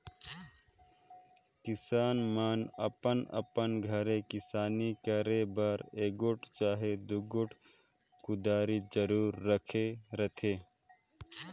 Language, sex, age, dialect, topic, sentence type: Chhattisgarhi, male, 25-30, Northern/Bhandar, agriculture, statement